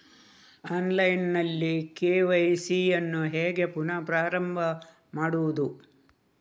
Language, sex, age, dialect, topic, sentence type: Kannada, female, 36-40, Coastal/Dakshin, banking, question